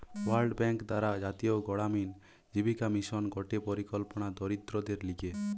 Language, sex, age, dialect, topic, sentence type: Bengali, male, 18-24, Western, banking, statement